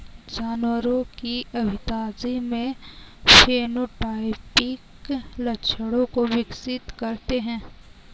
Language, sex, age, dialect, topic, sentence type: Hindi, female, 18-24, Kanauji Braj Bhasha, agriculture, statement